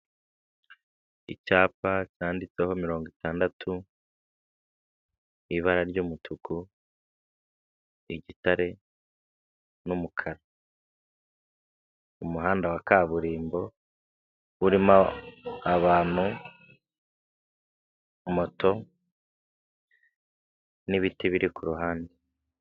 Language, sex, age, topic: Kinyarwanda, male, 25-35, government